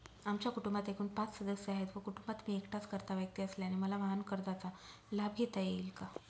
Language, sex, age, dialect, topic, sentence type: Marathi, female, 31-35, Northern Konkan, banking, question